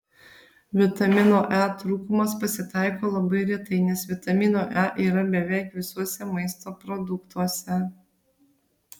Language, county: Lithuanian, Vilnius